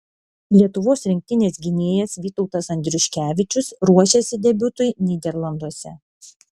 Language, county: Lithuanian, Vilnius